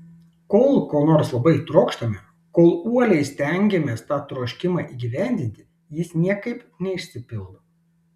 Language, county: Lithuanian, Šiauliai